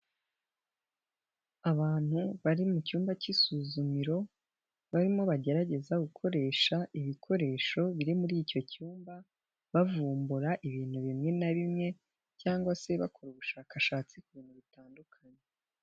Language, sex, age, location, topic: Kinyarwanda, female, 18-24, Nyagatare, health